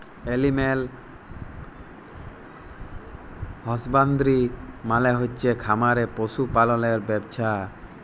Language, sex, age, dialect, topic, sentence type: Bengali, male, 18-24, Jharkhandi, agriculture, statement